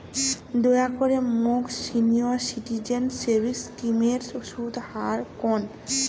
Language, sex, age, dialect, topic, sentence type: Bengali, female, 18-24, Rajbangshi, banking, statement